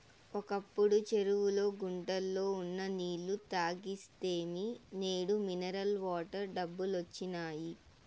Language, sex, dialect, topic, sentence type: Telugu, female, Southern, agriculture, statement